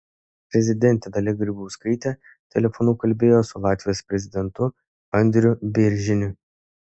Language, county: Lithuanian, Kaunas